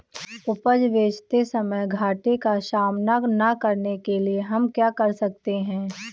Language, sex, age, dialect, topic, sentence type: Hindi, female, 18-24, Marwari Dhudhari, agriculture, question